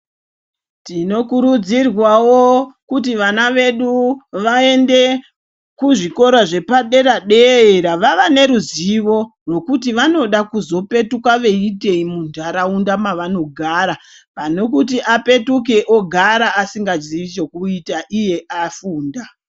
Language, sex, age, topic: Ndau, female, 36-49, education